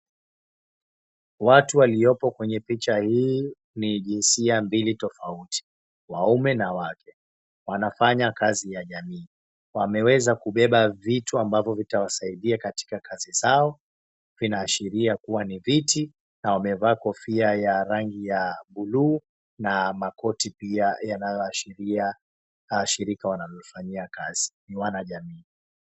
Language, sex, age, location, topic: Swahili, male, 25-35, Mombasa, health